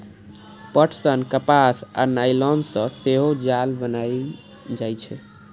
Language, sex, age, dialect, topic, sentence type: Maithili, male, 25-30, Eastern / Thethi, agriculture, statement